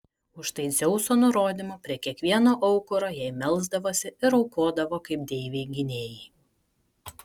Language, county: Lithuanian, Kaunas